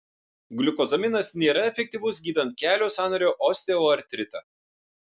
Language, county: Lithuanian, Vilnius